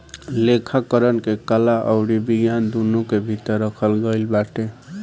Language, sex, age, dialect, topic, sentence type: Bhojpuri, male, 18-24, Northern, banking, statement